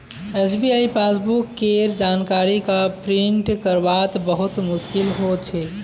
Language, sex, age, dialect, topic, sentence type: Magahi, male, 18-24, Northeastern/Surjapuri, banking, statement